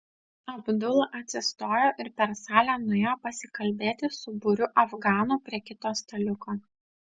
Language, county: Lithuanian, Utena